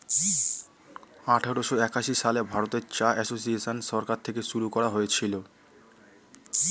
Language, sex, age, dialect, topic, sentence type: Bengali, male, 25-30, Standard Colloquial, agriculture, statement